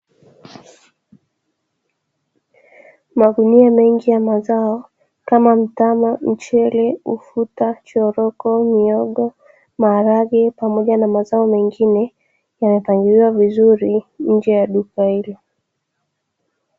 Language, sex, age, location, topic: Swahili, female, 18-24, Dar es Salaam, agriculture